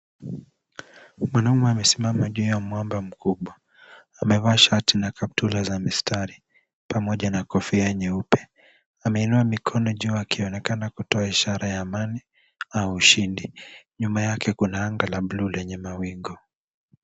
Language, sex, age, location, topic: Swahili, male, 25-35, Nairobi, education